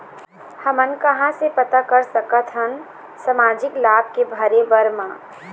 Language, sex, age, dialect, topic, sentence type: Chhattisgarhi, female, 51-55, Eastern, banking, question